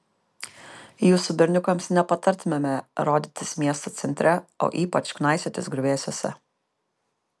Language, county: Lithuanian, Kaunas